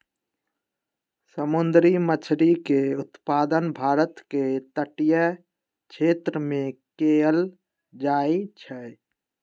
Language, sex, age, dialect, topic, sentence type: Magahi, male, 18-24, Western, agriculture, statement